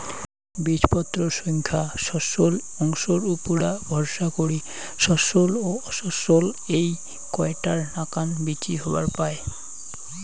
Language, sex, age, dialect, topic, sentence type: Bengali, male, 25-30, Rajbangshi, agriculture, statement